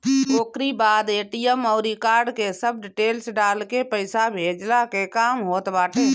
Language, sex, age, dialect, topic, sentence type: Bhojpuri, female, 25-30, Northern, banking, statement